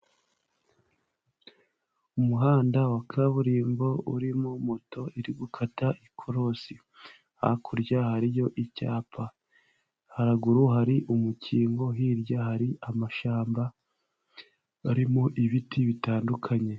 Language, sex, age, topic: Kinyarwanda, male, 18-24, government